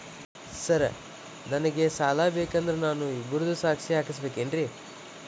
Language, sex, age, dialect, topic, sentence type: Kannada, male, 18-24, Dharwad Kannada, banking, question